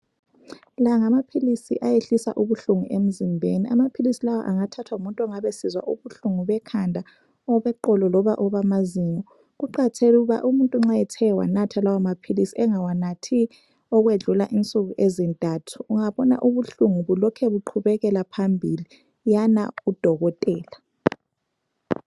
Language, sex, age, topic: North Ndebele, female, 25-35, health